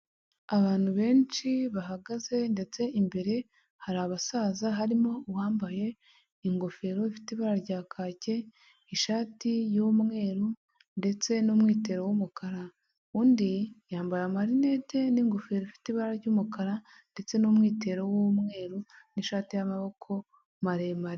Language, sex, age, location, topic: Kinyarwanda, female, 36-49, Huye, health